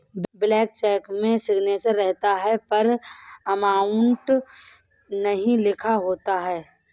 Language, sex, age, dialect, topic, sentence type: Hindi, male, 31-35, Kanauji Braj Bhasha, banking, statement